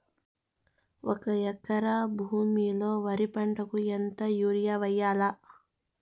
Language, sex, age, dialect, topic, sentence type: Telugu, male, 18-24, Southern, agriculture, question